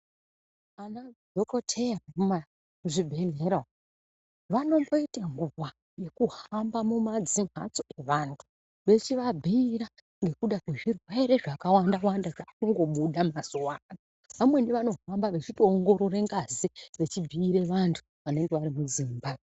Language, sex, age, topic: Ndau, female, 25-35, health